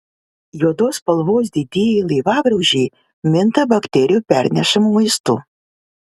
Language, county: Lithuanian, Vilnius